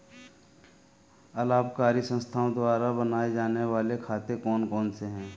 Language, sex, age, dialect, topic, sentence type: Hindi, male, 36-40, Marwari Dhudhari, banking, question